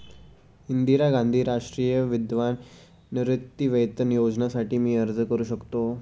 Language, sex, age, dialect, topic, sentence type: Marathi, male, 18-24, Standard Marathi, banking, question